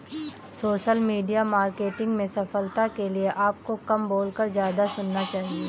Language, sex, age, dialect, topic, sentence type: Hindi, female, 18-24, Awadhi Bundeli, banking, statement